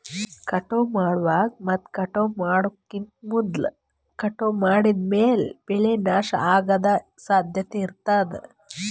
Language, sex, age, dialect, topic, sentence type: Kannada, female, 41-45, Northeastern, agriculture, statement